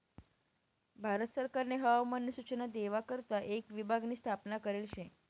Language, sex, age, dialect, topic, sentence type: Marathi, male, 18-24, Northern Konkan, agriculture, statement